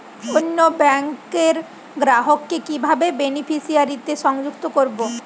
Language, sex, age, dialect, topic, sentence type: Bengali, female, 18-24, Jharkhandi, banking, question